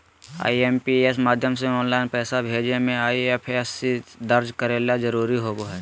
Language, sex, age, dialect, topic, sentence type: Magahi, male, 18-24, Southern, banking, statement